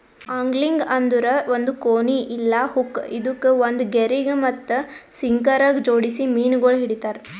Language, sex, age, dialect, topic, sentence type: Kannada, female, 18-24, Northeastern, agriculture, statement